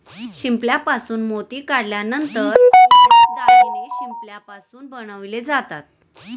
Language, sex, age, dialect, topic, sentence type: Marathi, female, 31-35, Standard Marathi, agriculture, statement